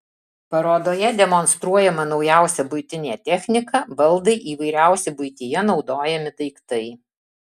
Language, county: Lithuanian, Alytus